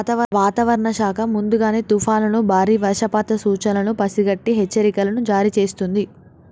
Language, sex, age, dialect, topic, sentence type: Telugu, female, 18-24, Telangana, agriculture, statement